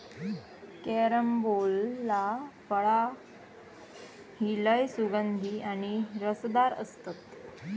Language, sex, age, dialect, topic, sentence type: Marathi, female, 18-24, Southern Konkan, agriculture, statement